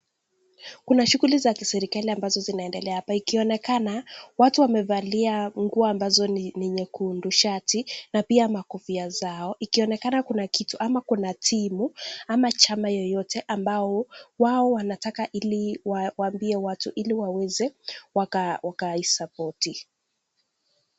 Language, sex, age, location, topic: Swahili, male, 18-24, Nakuru, government